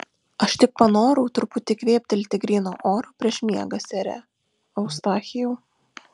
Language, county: Lithuanian, Vilnius